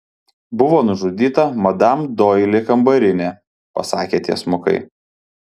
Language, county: Lithuanian, Panevėžys